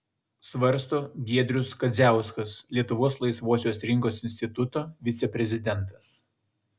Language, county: Lithuanian, Šiauliai